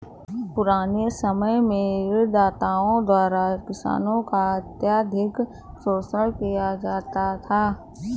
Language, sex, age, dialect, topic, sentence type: Hindi, female, 18-24, Awadhi Bundeli, agriculture, statement